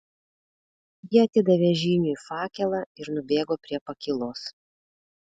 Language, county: Lithuanian, Vilnius